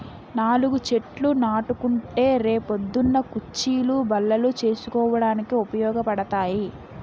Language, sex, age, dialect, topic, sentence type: Telugu, female, 18-24, Utterandhra, agriculture, statement